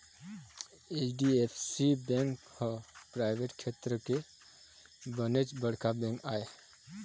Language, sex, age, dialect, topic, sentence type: Chhattisgarhi, male, 25-30, Eastern, banking, statement